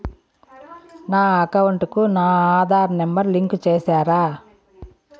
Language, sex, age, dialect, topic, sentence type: Telugu, female, 41-45, Southern, banking, question